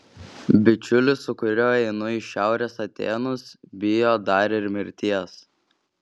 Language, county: Lithuanian, Šiauliai